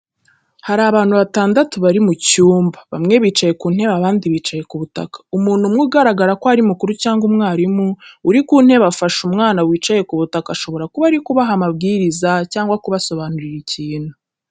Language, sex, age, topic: Kinyarwanda, female, 18-24, education